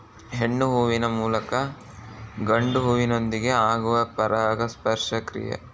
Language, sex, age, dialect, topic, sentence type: Kannada, male, 18-24, Dharwad Kannada, agriculture, statement